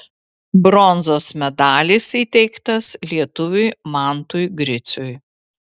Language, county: Lithuanian, Vilnius